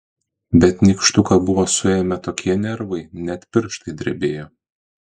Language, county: Lithuanian, Kaunas